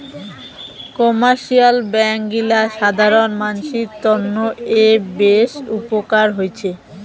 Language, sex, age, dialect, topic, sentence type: Bengali, female, 18-24, Rajbangshi, banking, statement